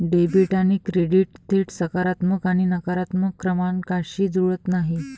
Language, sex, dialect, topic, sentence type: Marathi, female, Varhadi, banking, statement